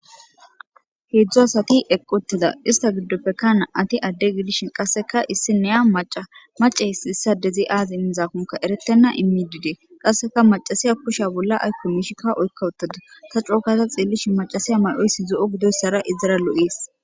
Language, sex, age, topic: Gamo, female, 18-24, government